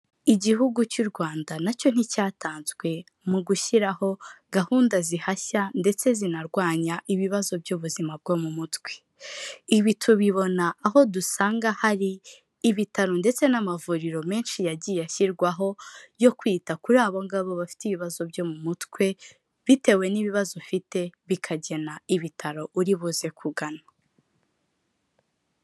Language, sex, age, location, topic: Kinyarwanda, female, 25-35, Kigali, health